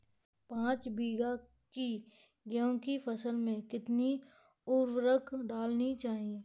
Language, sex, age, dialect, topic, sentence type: Hindi, male, 18-24, Kanauji Braj Bhasha, agriculture, question